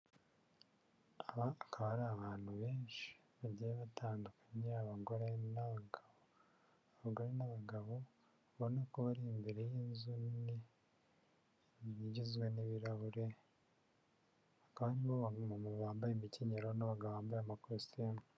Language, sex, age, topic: Kinyarwanda, male, 25-35, government